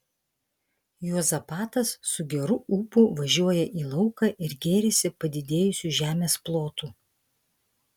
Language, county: Lithuanian, Vilnius